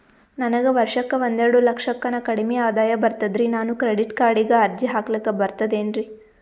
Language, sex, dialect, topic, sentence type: Kannada, female, Northeastern, banking, question